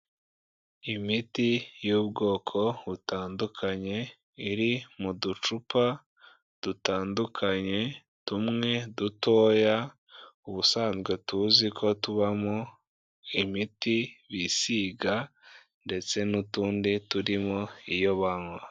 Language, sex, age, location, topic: Kinyarwanda, female, 25-35, Kigali, health